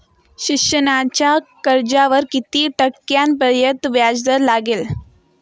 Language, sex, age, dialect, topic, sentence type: Marathi, female, 18-24, Standard Marathi, banking, question